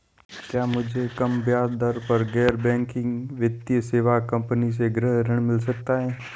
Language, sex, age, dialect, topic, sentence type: Hindi, male, 46-50, Marwari Dhudhari, banking, question